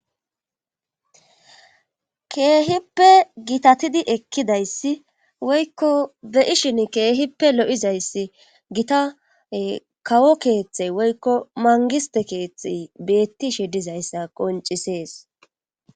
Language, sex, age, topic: Gamo, female, 25-35, government